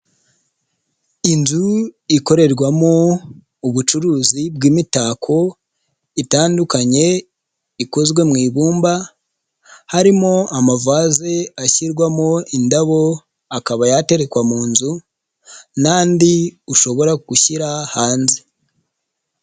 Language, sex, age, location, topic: Kinyarwanda, male, 25-35, Nyagatare, education